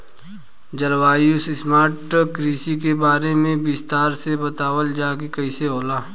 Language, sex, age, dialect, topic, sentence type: Bhojpuri, male, 25-30, Western, agriculture, question